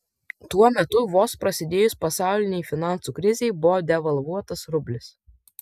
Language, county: Lithuanian, Vilnius